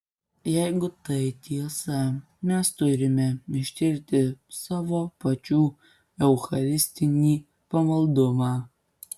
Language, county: Lithuanian, Kaunas